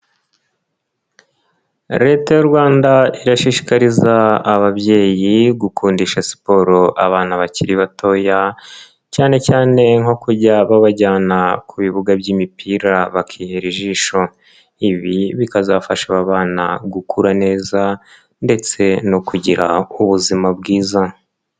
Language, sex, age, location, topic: Kinyarwanda, male, 18-24, Nyagatare, government